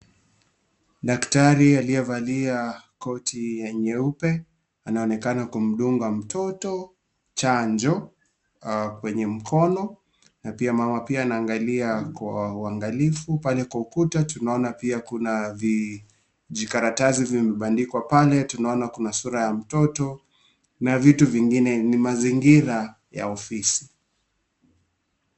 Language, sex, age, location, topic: Swahili, male, 25-35, Kisii, health